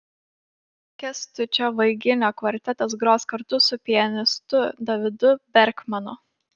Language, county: Lithuanian, Panevėžys